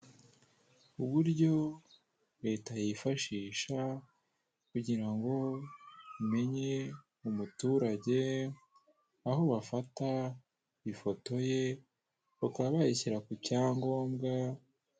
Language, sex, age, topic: Kinyarwanda, male, 18-24, government